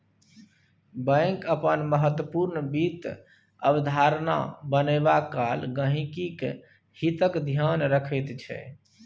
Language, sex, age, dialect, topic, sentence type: Maithili, male, 36-40, Bajjika, banking, statement